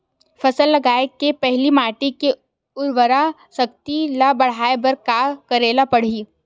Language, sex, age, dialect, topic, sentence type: Chhattisgarhi, female, 18-24, Western/Budati/Khatahi, agriculture, question